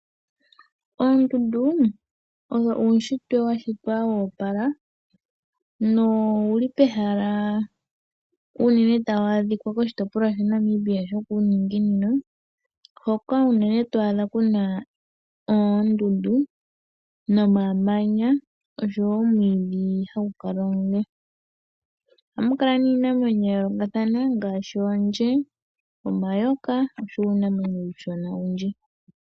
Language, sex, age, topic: Oshiwambo, female, 18-24, agriculture